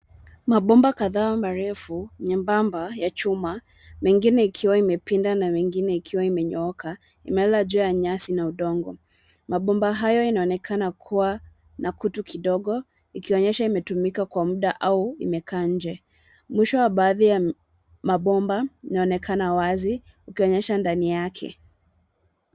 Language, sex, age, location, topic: Swahili, female, 25-35, Nairobi, government